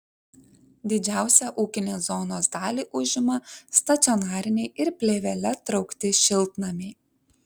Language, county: Lithuanian, Kaunas